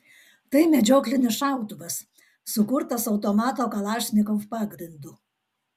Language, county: Lithuanian, Alytus